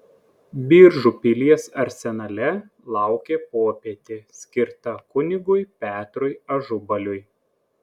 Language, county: Lithuanian, Klaipėda